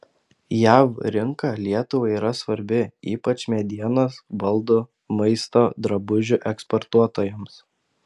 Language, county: Lithuanian, Panevėžys